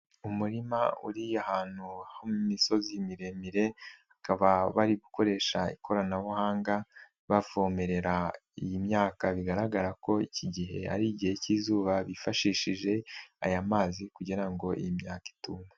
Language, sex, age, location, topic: Kinyarwanda, male, 18-24, Nyagatare, agriculture